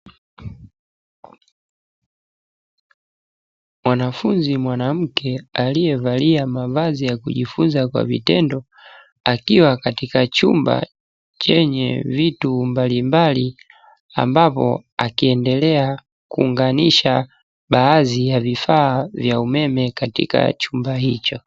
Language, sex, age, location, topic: Swahili, male, 18-24, Dar es Salaam, education